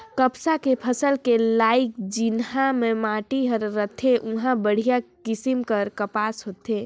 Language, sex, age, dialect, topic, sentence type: Chhattisgarhi, male, 56-60, Northern/Bhandar, agriculture, statement